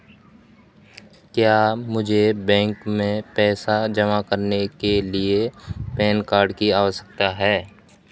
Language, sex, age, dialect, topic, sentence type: Hindi, male, 18-24, Marwari Dhudhari, banking, question